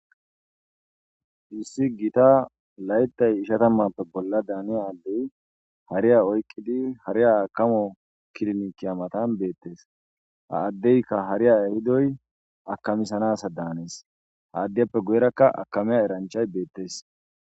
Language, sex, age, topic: Gamo, male, 18-24, agriculture